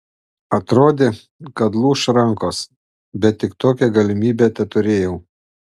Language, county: Lithuanian, Panevėžys